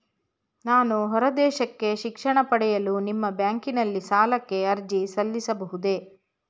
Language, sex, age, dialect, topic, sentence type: Kannada, female, 51-55, Mysore Kannada, banking, question